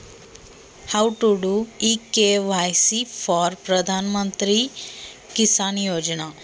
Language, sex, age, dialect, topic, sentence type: Marathi, female, 18-24, Standard Marathi, agriculture, question